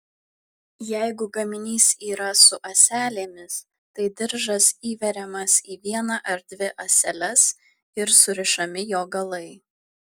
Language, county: Lithuanian, Vilnius